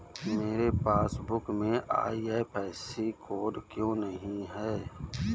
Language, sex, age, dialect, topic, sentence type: Hindi, male, 36-40, Awadhi Bundeli, banking, question